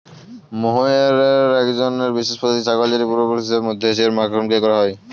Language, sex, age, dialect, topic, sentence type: Bengali, male, 18-24, Standard Colloquial, agriculture, statement